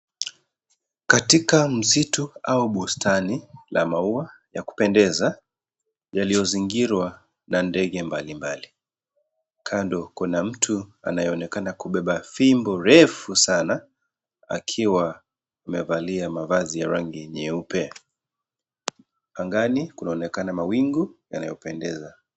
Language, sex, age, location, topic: Swahili, male, 25-35, Kisii, health